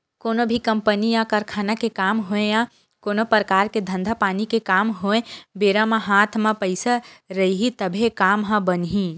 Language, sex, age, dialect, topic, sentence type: Chhattisgarhi, female, 25-30, Western/Budati/Khatahi, banking, statement